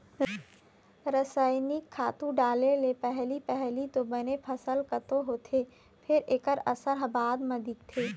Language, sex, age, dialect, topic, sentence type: Chhattisgarhi, female, 25-30, Eastern, agriculture, statement